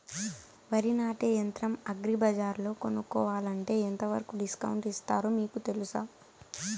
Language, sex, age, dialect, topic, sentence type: Telugu, female, 18-24, Southern, agriculture, question